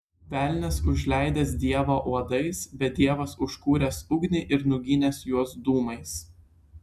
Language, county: Lithuanian, Klaipėda